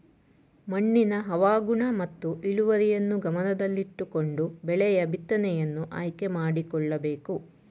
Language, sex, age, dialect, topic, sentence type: Kannada, female, 41-45, Mysore Kannada, agriculture, statement